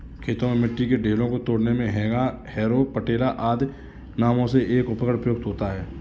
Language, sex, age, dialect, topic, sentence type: Hindi, male, 25-30, Kanauji Braj Bhasha, agriculture, statement